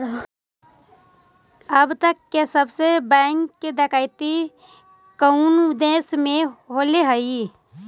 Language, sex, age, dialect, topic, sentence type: Magahi, female, 25-30, Central/Standard, agriculture, statement